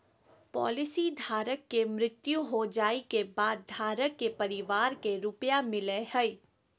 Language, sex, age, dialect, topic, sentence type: Magahi, female, 18-24, Southern, banking, statement